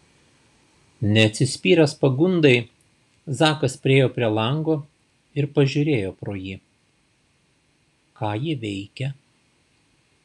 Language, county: Lithuanian, Šiauliai